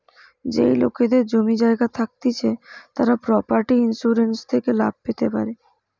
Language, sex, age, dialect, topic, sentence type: Bengali, female, 18-24, Western, banking, statement